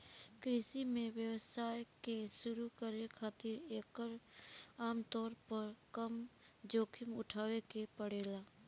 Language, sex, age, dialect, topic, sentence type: Bhojpuri, female, 18-24, Southern / Standard, banking, statement